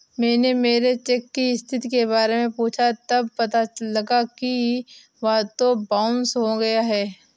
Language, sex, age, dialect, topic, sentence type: Hindi, female, 18-24, Marwari Dhudhari, banking, statement